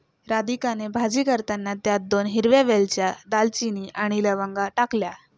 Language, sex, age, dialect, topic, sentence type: Marathi, female, 18-24, Standard Marathi, agriculture, statement